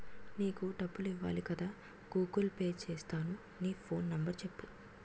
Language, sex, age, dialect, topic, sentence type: Telugu, female, 46-50, Utterandhra, banking, statement